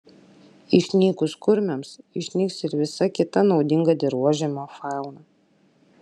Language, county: Lithuanian, Klaipėda